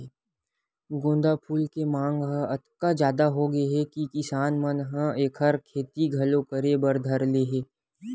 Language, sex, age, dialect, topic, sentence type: Chhattisgarhi, male, 25-30, Western/Budati/Khatahi, agriculture, statement